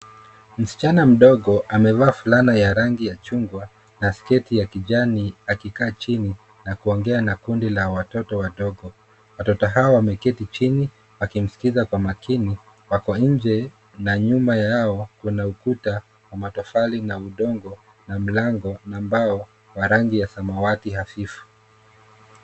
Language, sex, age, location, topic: Swahili, male, 18-24, Nairobi, health